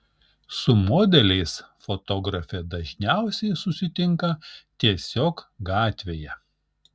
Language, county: Lithuanian, Šiauliai